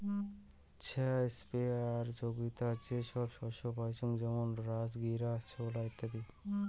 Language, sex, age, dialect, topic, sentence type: Bengali, male, 18-24, Rajbangshi, agriculture, statement